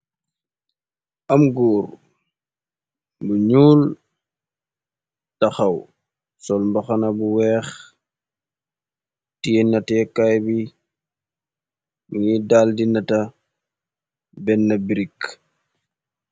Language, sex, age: Wolof, male, 25-35